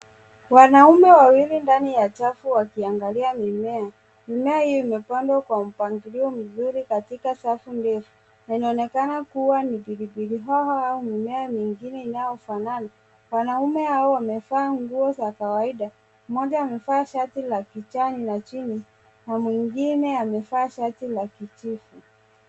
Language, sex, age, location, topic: Swahili, female, 25-35, Nairobi, agriculture